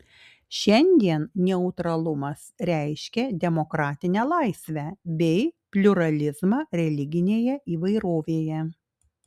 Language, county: Lithuanian, Klaipėda